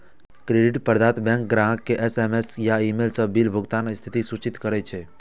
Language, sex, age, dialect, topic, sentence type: Maithili, male, 18-24, Eastern / Thethi, banking, statement